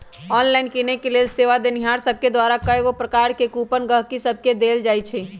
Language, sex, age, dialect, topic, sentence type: Magahi, female, 25-30, Western, banking, statement